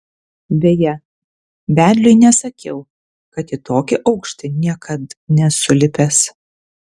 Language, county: Lithuanian, Vilnius